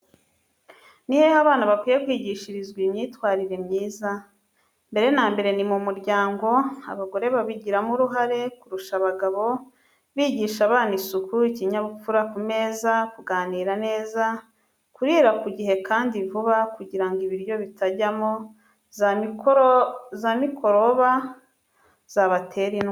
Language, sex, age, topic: Kinyarwanda, female, 25-35, education